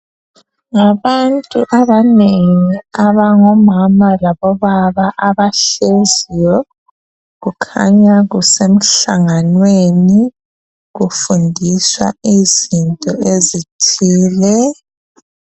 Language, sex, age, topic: North Ndebele, female, 25-35, education